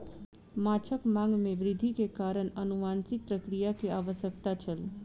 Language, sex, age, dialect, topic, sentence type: Maithili, female, 25-30, Southern/Standard, agriculture, statement